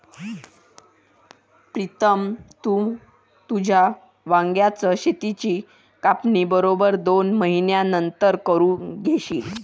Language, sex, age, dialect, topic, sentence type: Marathi, female, 60-100, Varhadi, agriculture, statement